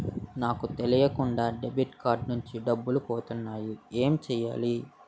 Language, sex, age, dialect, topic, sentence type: Telugu, male, 18-24, Utterandhra, banking, question